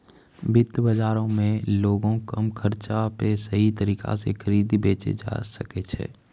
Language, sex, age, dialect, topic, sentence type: Maithili, male, 18-24, Angika, banking, statement